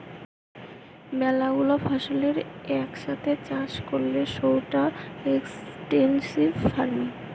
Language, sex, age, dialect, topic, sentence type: Bengali, female, 18-24, Western, agriculture, statement